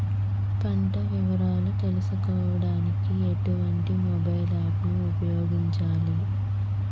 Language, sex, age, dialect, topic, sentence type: Telugu, female, 18-24, Utterandhra, agriculture, question